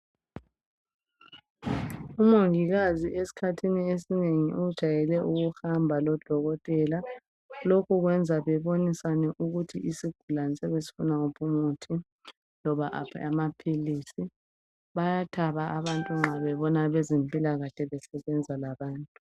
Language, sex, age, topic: North Ndebele, female, 25-35, health